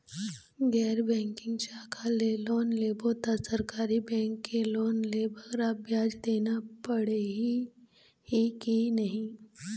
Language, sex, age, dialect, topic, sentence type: Chhattisgarhi, female, 18-24, Eastern, banking, question